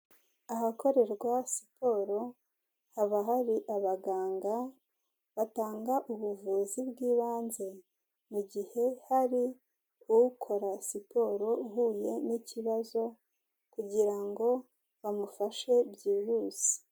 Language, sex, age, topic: Kinyarwanda, female, 50+, health